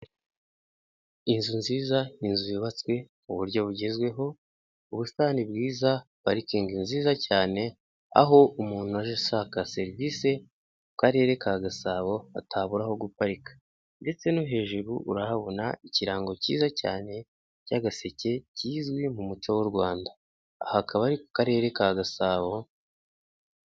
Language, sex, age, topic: Kinyarwanda, male, 18-24, government